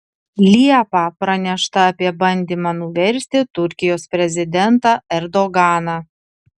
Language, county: Lithuanian, Telšiai